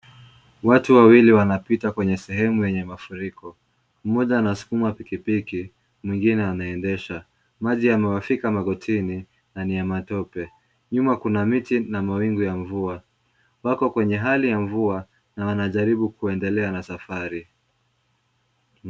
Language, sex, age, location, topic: Swahili, male, 18-24, Kisumu, health